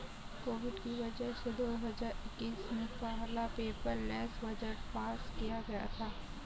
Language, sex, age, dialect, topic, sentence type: Hindi, female, 18-24, Kanauji Braj Bhasha, banking, statement